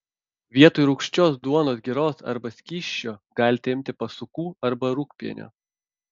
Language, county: Lithuanian, Panevėžys